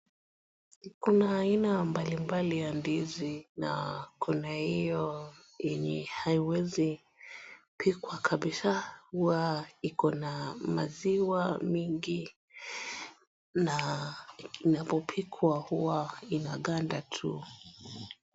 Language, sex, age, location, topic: Swahili, female, 25-35, Wajir, agriculture